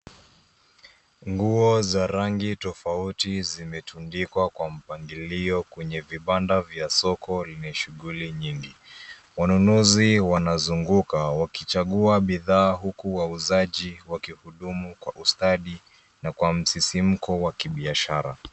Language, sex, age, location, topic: Swahili, female, 18-24, Nairobi, finance